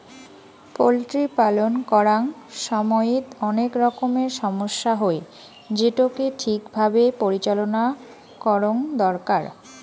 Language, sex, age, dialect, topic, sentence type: Bengali, female, 25-30, Rajbangshi, agriculture, statement